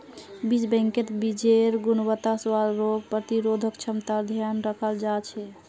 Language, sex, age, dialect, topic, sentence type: Magahi, female, 60-100, Northeastern/Surjapuri, agriculture, statement